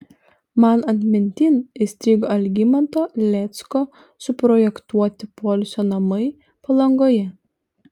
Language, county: Lithuanian, Panevėžys